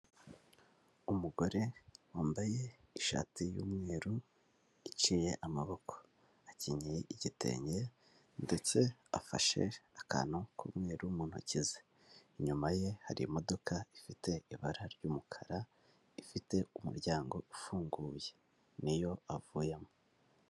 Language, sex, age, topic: Kinyarwanda, male, 18-24, government